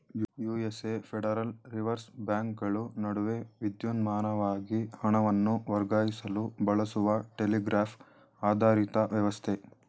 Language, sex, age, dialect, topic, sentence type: Kannada, male, 18-24, Mysore Kannada, banking, statement